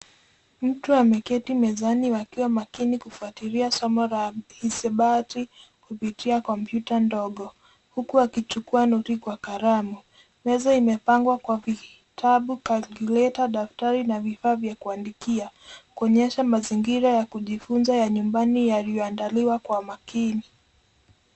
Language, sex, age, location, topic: Swahili, female, 18-24, Nairobi, education